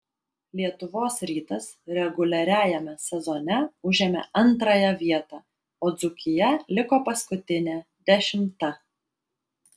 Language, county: Lithuanian, Vilnius